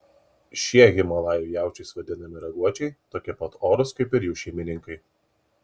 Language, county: Lithuanian, Kaunas